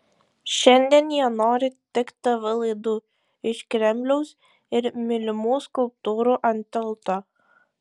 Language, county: Lithuanian, Šiauliai